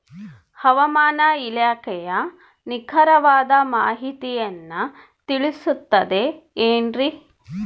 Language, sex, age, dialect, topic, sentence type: Kannada, female, 36-40, Central, agriculture, question